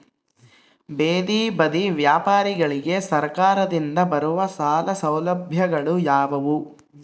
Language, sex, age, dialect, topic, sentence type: Kannada, male, 60-100, Central, agriculture, question